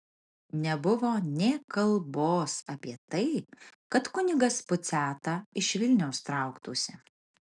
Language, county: Lithuanian, Marijampolė